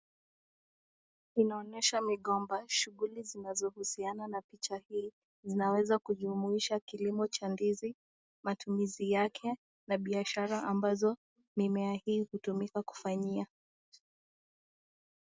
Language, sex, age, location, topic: Swahili, female, 18-24, Nakuru, agriculture